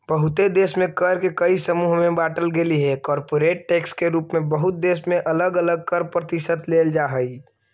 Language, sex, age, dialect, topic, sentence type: Magahi, male, 25-30, Central/Standard, banking, statement